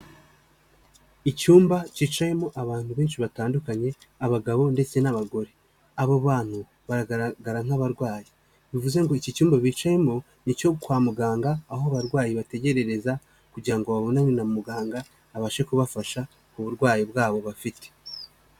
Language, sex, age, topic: Kinyarwanda, male, 25-35, health